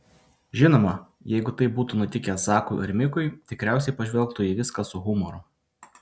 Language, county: Lithuanian, Utena